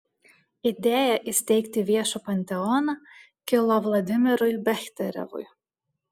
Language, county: Lithuanian, Alytus